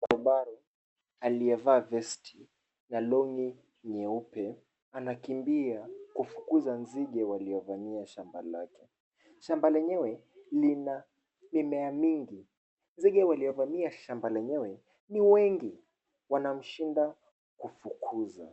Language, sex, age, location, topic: Swahili, male, 25-35, Kisumu, health